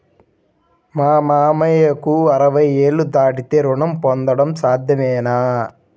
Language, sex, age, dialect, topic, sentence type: Telugu, male, 18-24, Central/Coastal, banking, statement